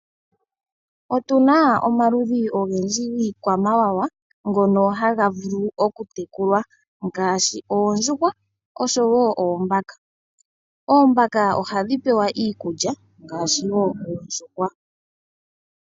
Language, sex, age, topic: Oshiwambo, female, 25-35, agriculture